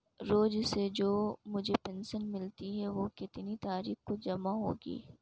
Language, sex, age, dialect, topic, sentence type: Hindi, female, 18-24, Marwari Dhudhari, banking, question